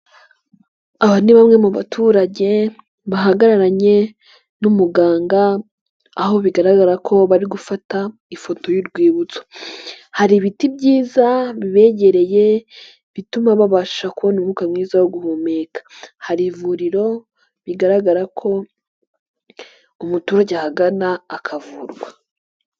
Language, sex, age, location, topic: Kinyarwanda, female, 18-24, Nyagatare, health